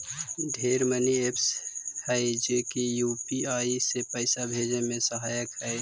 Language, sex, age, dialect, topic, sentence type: Magahi, male, 25-30, Central/Standard, banking, statement